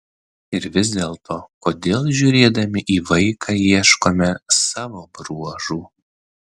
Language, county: Lithuanian, Vilnius